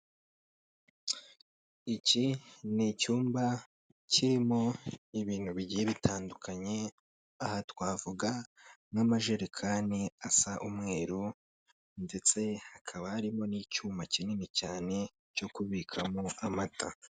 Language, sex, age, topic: Kinyarwanda, male, 25-35, finance